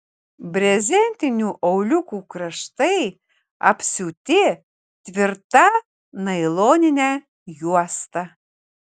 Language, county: Lithuanian, Kaunas